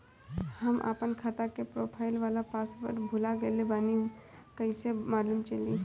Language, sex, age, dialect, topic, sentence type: Bhojpuri, female, 18-24, Northern, banking, question